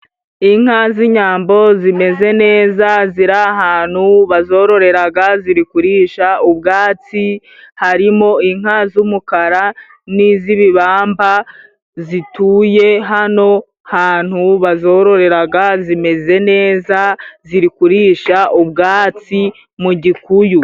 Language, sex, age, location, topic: Kinyarwanda, female, 25-35, Musanze, government